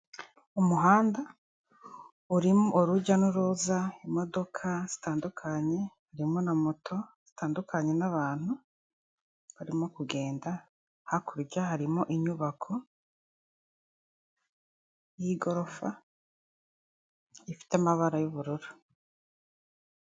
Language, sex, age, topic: Kinyarwanda, female, 25-35, government